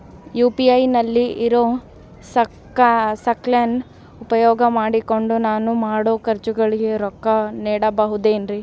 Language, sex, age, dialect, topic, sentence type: Kannada, female, 18-24, Central, banking, question